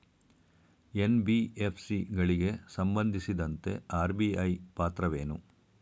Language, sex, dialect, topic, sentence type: Kannada, male, Mysore Kannada, banking, question